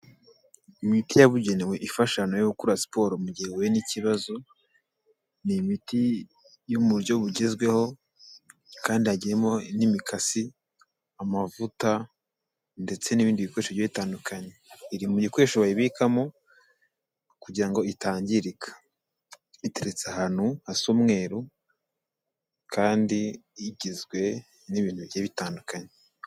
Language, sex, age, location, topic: Kinyarwanda, male, 18-24, Kigali, health